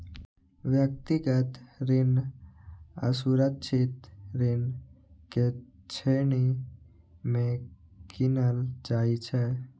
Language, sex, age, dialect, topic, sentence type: Maithili, male, 18-24, Eastern / Thethi, banking, statement